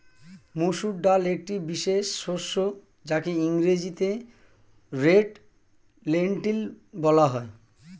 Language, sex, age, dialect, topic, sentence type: Bengali, male, 36-40, Standard Colloquial, agriculture, statement